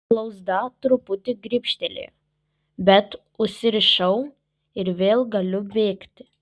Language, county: Lithuanian, Kaunas